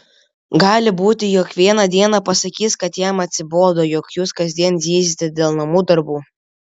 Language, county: Lithuanian, Vilnius